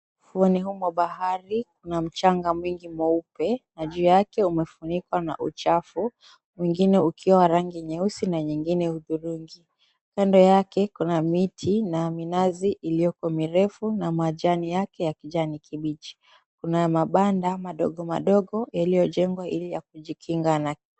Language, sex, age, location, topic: Swahili, female, 25-35, Mombasa, agriculture